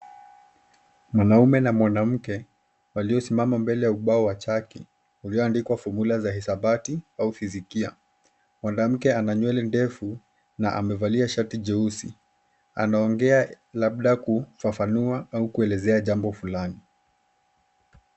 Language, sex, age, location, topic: Swahili, male, 18-24, Nairobi, education